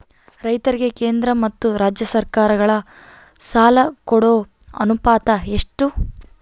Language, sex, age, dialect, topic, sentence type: Kannada, female, 18-24, Central, agriculture, question